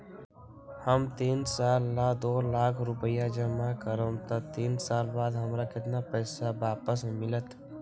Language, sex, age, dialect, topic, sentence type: Magahi, male, 18-24, Western, banking, question